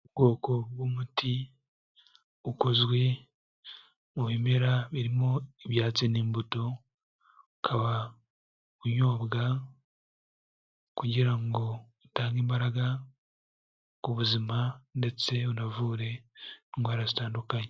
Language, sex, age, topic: Kinyarwanda, male, 18-24, health